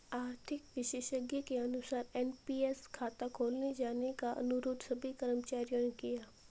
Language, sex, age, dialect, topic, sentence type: Hindi, female, 18-24, Marwari Dhudhari, banking, statement